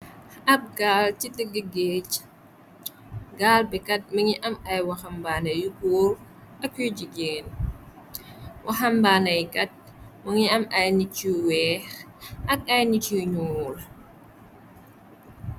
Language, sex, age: Wolof, female, 18-24